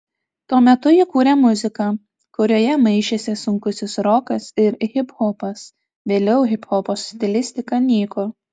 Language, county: Lithuanian, Tauragė